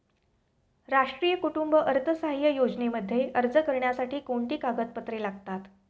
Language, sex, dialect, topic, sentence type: Marathi, female, Standard Marathi, banking, question